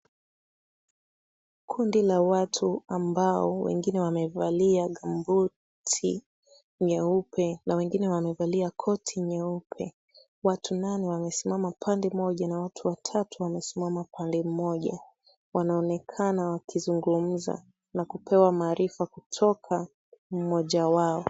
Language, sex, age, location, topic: Swahili, female, 18-24, Kisumu, health